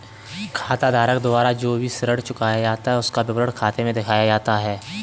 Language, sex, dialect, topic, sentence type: Hindi, male, Kanauji Braj Bhasha, banking, statement